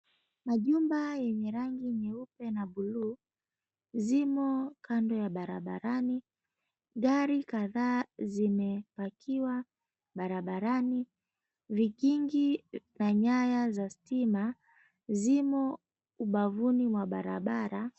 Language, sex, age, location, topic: Swahili, female, 25-35, Mombasa, government